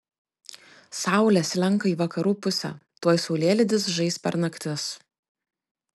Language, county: Lithuanian, Klaipėda